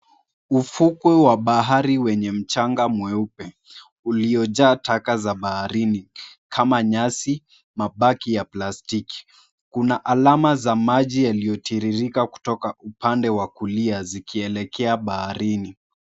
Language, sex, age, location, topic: Swahili, male, 25-35, Mombasa, government